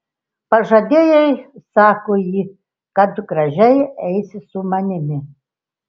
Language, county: Lithuanian, Telšiai